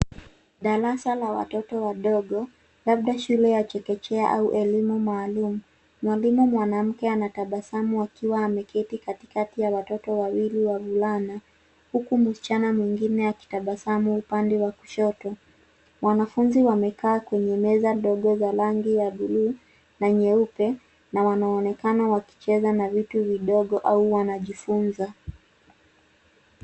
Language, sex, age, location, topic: Swahili, female, 18-24, Nairobi, education